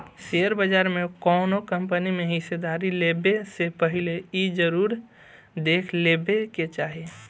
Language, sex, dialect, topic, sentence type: Bhojpuri, male, Southern / Standard, banking, statement